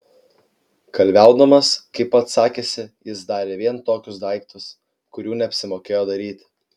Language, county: Lithuanian, Klaipėda